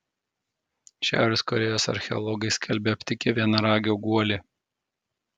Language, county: Lithuanian, Vilnius